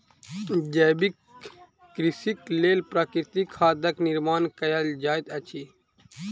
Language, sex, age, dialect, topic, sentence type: Maithili, male, 25-30, Southern/Standard, agriculture, statement